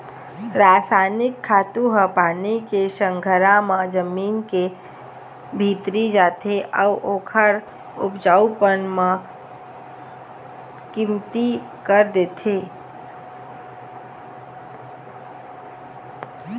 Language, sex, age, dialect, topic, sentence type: Chhattisgarhi, female, 18-24, Eastern, agriculture, statement